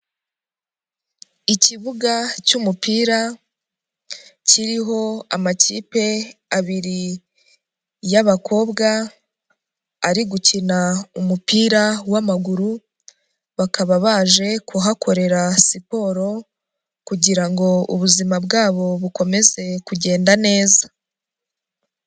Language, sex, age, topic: Kinyarwanda, female, 25-35, government